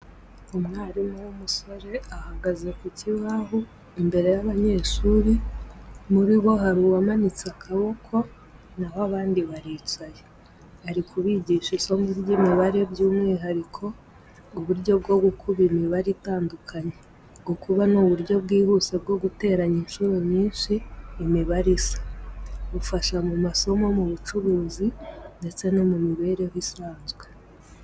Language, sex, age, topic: Kinyarwanda, female, 18-24, education